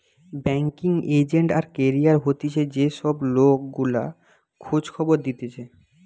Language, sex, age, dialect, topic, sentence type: Bengali, male, 18-24, Western, banking, statement